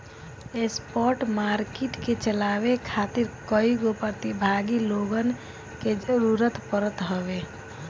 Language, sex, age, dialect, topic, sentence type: Bhojpuri, female, 25-30, Northern, banking, statement